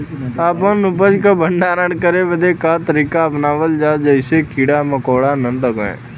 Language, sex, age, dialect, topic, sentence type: Bhojpuri, male, 18-24, Western, agriculture, question